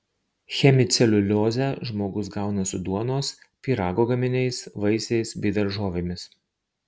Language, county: Lithuanian, Marijampolė